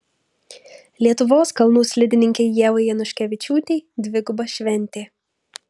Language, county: Lithuanian, Vilnius